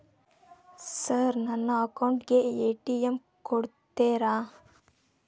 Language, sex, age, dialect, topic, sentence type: Kannada, female, 18-24, Dharwad Kannada, banking, question